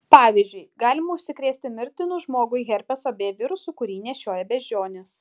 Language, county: Lithuanian, Šiauliai